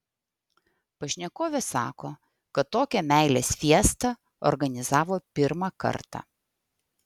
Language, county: Lithuanian, Vilnius